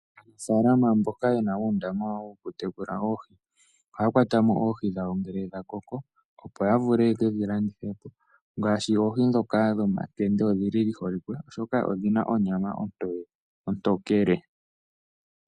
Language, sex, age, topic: Oshiwambo, male, 18-24, agriculture